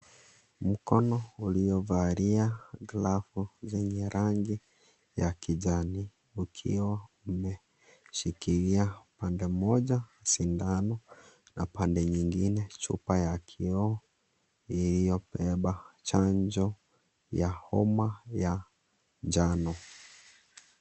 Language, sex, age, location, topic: Swahili, male, 25-35, Kisii, health